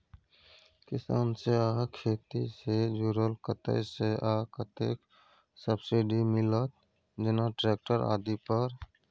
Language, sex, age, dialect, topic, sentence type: Maithili, male, 46-50, Bajjika, agriculture, question